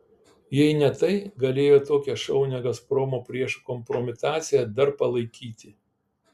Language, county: Lithuanian, Kaunas